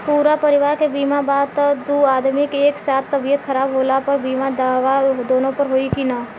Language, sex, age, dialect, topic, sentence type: Bhojpuri, female, 18-24, Southern / Standard, banking, question